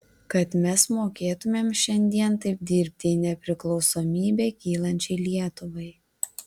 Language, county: Lithuanian, Vilnius